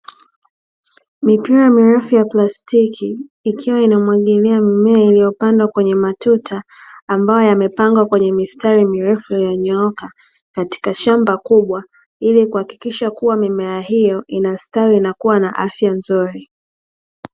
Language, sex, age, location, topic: Swahili, female, 18-24, Dar es Salaam, agriculture